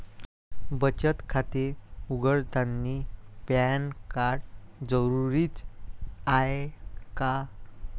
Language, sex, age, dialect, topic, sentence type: Marathi, male, 18-24, Varhadi, banking, question